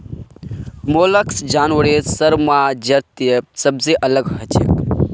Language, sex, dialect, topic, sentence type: Magahi, male, Northeastern/Surjapuri, agriculture, statement